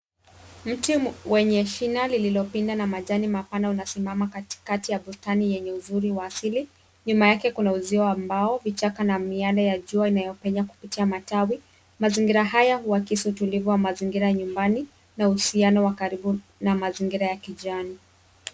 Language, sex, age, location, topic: Swahili, female, 25-35, Nairobi, health